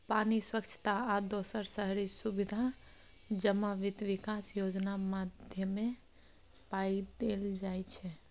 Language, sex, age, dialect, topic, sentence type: Maithili, female, 25-30, Bajjika, banking, statement